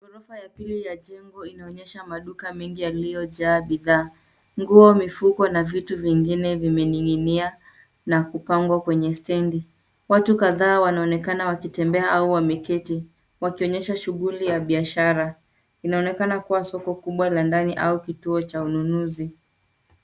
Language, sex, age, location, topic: Swahili, female, 36-49, Nairobi, finance